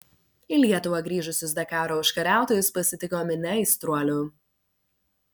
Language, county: Lithuanian, Vilnius